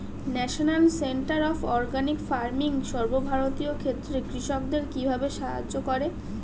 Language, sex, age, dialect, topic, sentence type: Bengali, female, 31-35, Standard Colloquial, agriculture, question